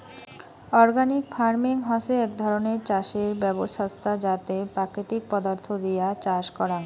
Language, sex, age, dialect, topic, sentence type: Bengali, female, 25-30, Rajbangshi, agriculture, statement